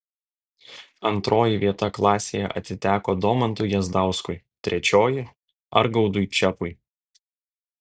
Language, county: Lithuanian, Vilnius